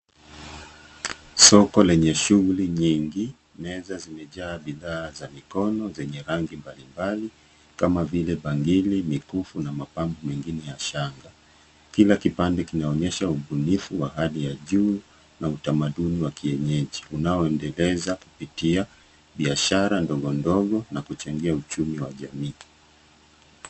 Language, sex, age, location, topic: Swahili, male, 36-49, Nairobi, finance